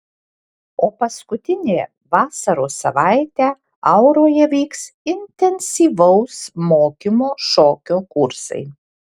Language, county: Lithuanian, Alytus